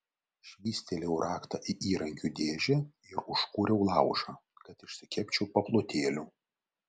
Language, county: Lithuanian, Vilnius